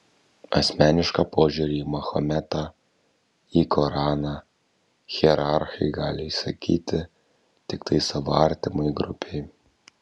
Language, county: Lithuanian, Kaunas